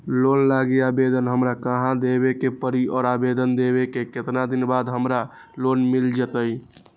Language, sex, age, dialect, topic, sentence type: Magahi, male, 18-24, Western, banking, question